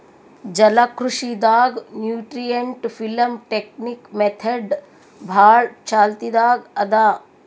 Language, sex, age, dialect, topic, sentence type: Kannada, female, 60-100, Northeastern, agriculture, statement